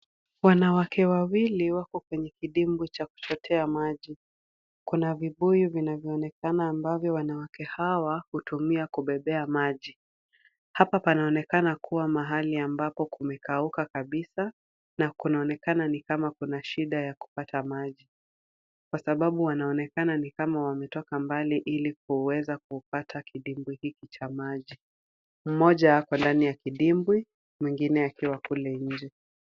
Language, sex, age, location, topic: Swahili, female, 25-35, Kisumu, health